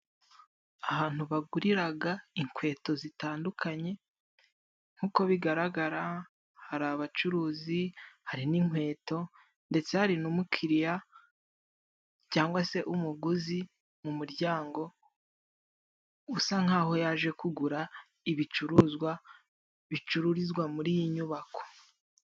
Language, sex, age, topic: Kinyarwanda, male, 18-24, finance